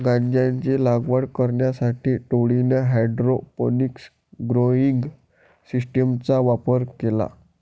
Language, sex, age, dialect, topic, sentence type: Marathi, male, 18-24, Varhadi, agriculture, statement